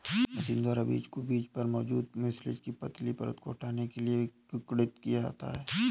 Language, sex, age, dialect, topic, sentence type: Hindi, male, 18-24, Awadhi Bundeli, agriculture, statement